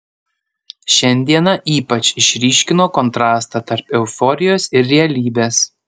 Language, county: Lithuanian, Panevėžys